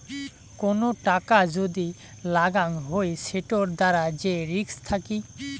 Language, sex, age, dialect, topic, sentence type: Bengali, male, 18-24, Rajbangshi, banking, statement